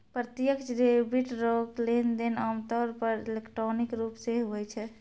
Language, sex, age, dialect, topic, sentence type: Maithili, female, 31-35, Angika, banking, statement